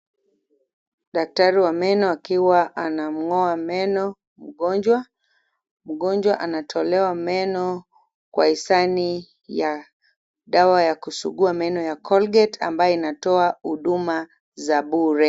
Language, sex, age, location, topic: Swahili, female, 25-35, Kisumu, health